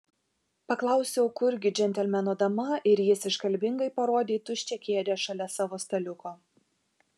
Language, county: Lithuanian, Vilnius